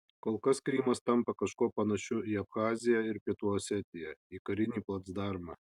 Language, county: Lithuanian, Alytus